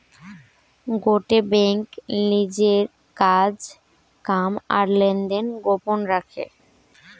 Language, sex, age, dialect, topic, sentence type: Bengali, female, 18-24, Western, banking, statement